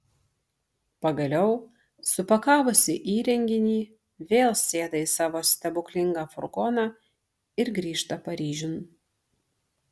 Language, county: Lithuanian, Marijampolė